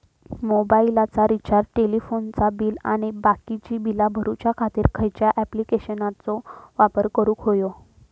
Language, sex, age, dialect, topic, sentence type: Marathi, female, 25-30, Southern Konkan, banking, question